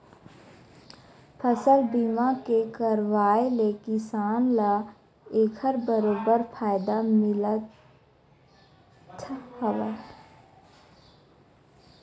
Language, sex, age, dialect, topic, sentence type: Chhattisgarhi, female, 18-24, Western/Budati/Khatahi, banking, statement